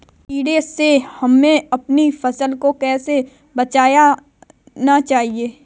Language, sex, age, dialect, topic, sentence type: Hindi, female, 31-35, Kanauji Braj Bhasha, agriculture, question